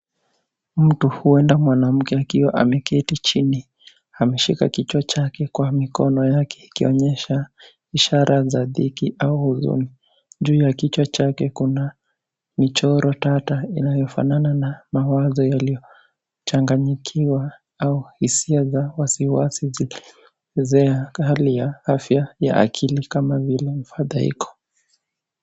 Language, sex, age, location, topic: Swahili, female, 18-24, Nairobi, health